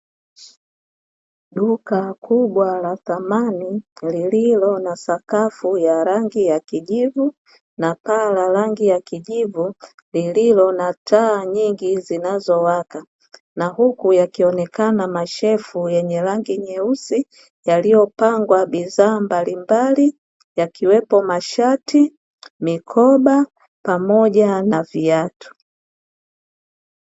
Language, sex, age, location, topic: Swahili, female, 36-49, Dar es Salaam, finance